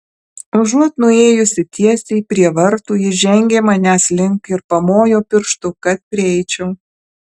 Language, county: Lithuanian, Alytus